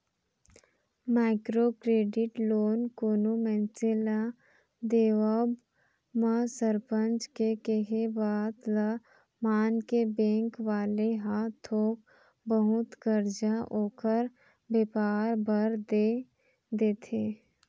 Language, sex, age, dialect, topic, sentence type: Chhattisgarhi, female, 18-24, Central, banking, statement